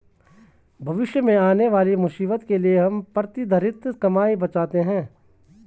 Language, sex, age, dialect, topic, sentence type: Hindi, male, 36-40, Garhwali, banking, statement